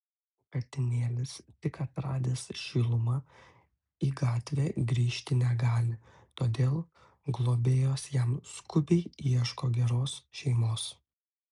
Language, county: Lithuanian, Utena